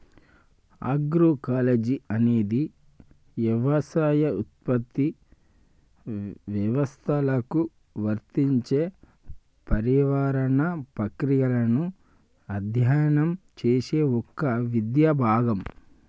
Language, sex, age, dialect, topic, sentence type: Telugu, male, 25-30, Telangana, agriculture, statement